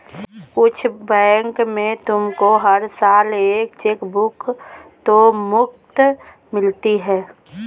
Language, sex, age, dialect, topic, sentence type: Hindi, female, 25-30, Kanauji Braj Bhasha, banking, statement